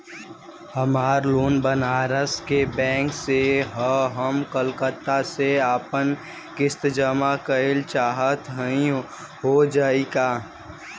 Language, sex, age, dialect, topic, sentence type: Bhojpuri, female, 18-24, Western, banking, question